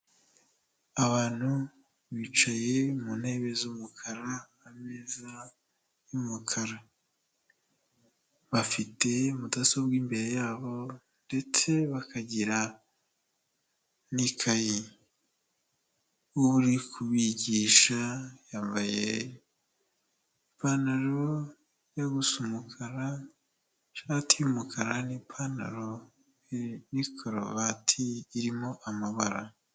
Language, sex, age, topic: Kinyarwanda, male, 18-24, government